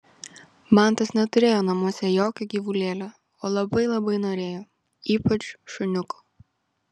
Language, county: Lithuanian, Vilnius